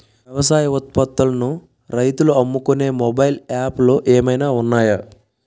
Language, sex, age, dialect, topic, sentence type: Telugu, male, 18-24, Utterandhra, agriculture, question